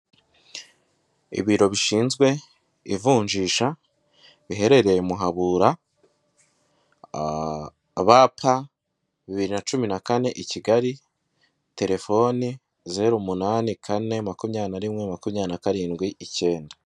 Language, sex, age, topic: Kinyarwanda, male, 18-24, finance